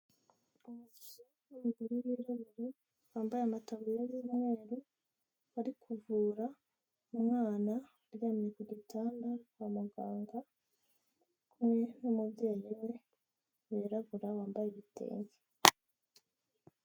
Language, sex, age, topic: Kinyarwanda, female, 25-35, health